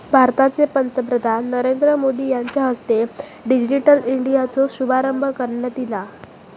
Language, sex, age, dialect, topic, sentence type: Marathi, female, 18-24, Southern Konkan, banking, statement